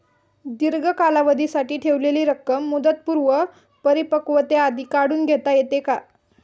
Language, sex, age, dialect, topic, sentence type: Marathi, female, 18-24, Standard Marathi, banking, question